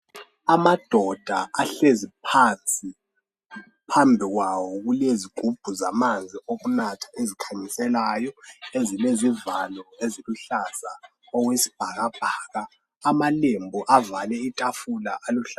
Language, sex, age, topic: North Ndebele, male, 18-24, health